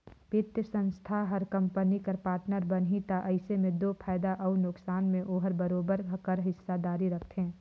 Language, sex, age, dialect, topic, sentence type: Chhattisgarhi, female, 18-24, Northern/Bhandar, banking, statement